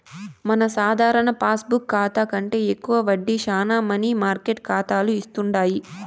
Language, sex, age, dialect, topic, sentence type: Telugu, female, 18-24, Southern, banking, statement